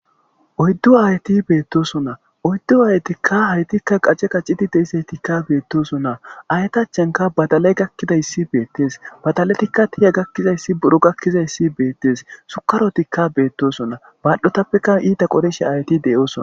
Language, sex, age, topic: Gamo, male, 25-35, agriculture